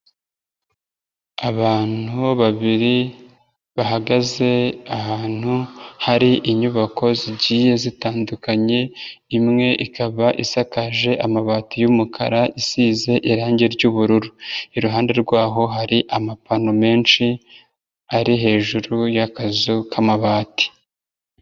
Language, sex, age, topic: Kinyarwanda, male, 25-35, government